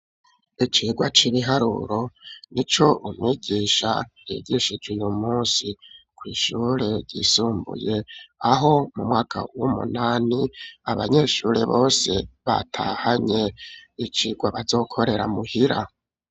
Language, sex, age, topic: Rundi, male, 25-35, education